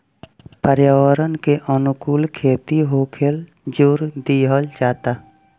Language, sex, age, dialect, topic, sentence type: Bhojpuri, male, 18-24, Southern / Standard, agriculture, statement